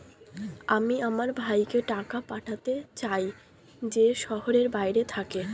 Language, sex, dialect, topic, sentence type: Bengali, female, Standard Colloquial, banking, statement